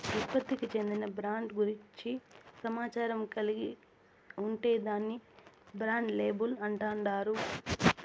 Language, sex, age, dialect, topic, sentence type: Telugu, female, 60-100, Southern, banking, statement